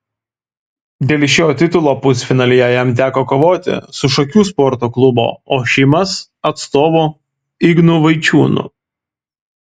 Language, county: Lithuanian, Vilnius